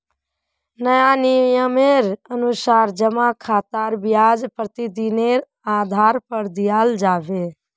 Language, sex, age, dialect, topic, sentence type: Magahi, female, 25-30, Northeastern/Surjapuri, banking, statement